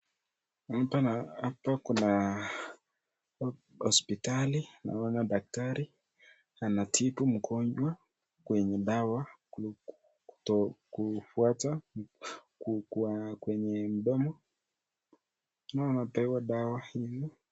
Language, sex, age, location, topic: Swahili, male, 18-24, Nakuru, health